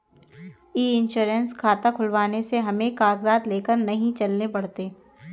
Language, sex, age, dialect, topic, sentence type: Hindi, female, 18-24, Kanauji Braj Bhasha, banking, statement